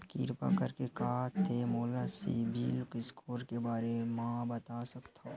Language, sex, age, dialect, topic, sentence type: Chhattisgarhi, male, 25-30, Western/Budati/Khatahi, banking, statement